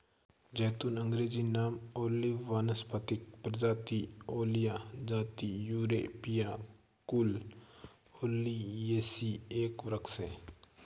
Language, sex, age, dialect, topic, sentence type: Hindi, male, 46-50, Marwari Dhudhari, agriculture, statement